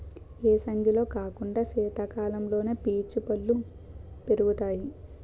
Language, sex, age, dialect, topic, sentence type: Telugu, male, 25-30, Utterandhra, agriculture, statement